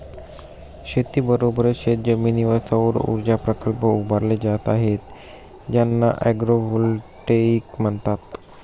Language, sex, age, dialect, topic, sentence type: Marathi, male, 25-30, Standard Marathi, agriculture, statement